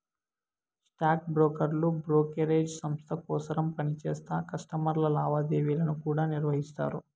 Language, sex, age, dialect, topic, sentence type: Telugu, male, 18-24, Southern, banking, statement